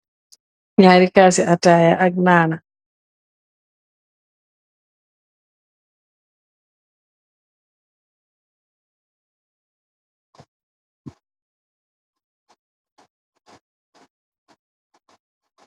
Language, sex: Wolof, female